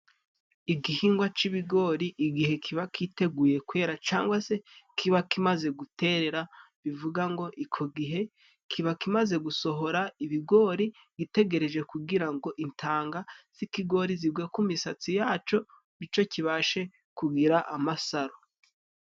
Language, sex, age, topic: Kinyarwanda, male, 18-24, agriculture